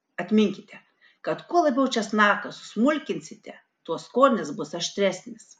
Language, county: Lithuanian, Kaunas